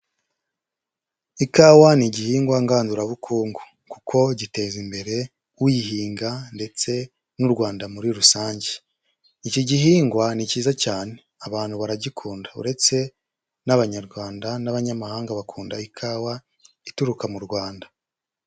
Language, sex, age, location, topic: Kinyarwanda, male, 25-35, Huye, agriculture